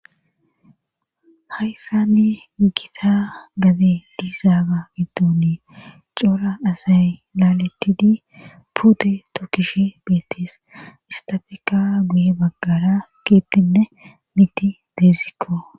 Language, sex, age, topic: Gamo, female, 36-49, government